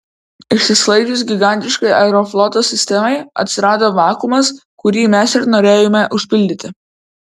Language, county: Lithuanian, Vilnius